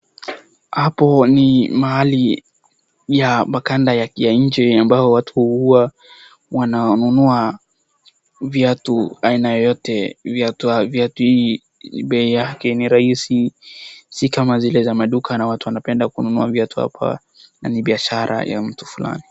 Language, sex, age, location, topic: Swahili, male, 18-24, Wajir, finance